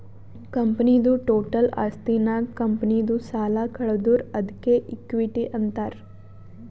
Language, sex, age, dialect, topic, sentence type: Kannada, female, 18-24, Northeastern, banking, statement